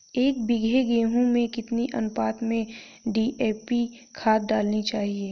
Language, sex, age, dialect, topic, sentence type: Hindi, female, 18-24, Awadhi Bundeli, agriculture, question